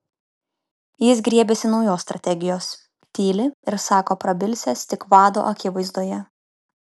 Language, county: Lithuanian, Kaunas